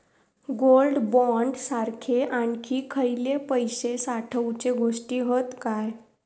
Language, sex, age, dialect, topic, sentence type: Marathi, female, 51-55, Southern Konkan, banking, question